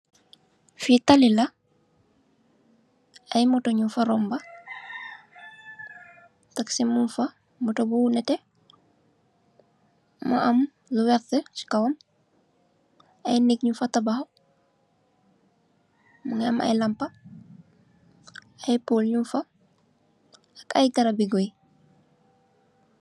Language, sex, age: Wolof, female, 18-24